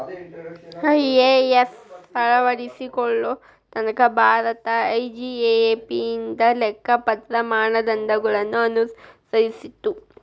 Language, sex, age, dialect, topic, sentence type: Kannada, female, 18-24, Dharwad Kannada, banking, statement